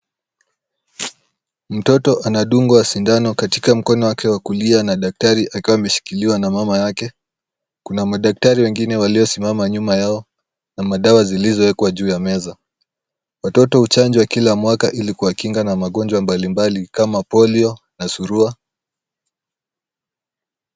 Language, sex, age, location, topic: Swahili, male, 18-24, Kisumu, health